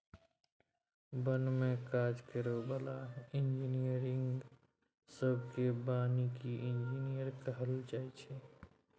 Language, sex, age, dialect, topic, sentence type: Maithili, male, 36-40, Bajjika, agriculture, statement